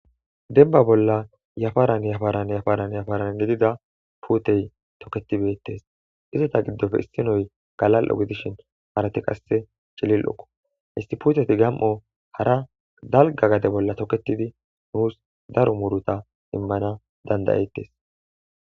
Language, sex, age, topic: Gamo, male, 18-24, agriculture